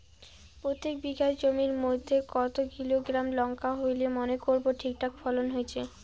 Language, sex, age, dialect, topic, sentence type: Bengali, female, 31-35, Rajbangshi, agriculture, question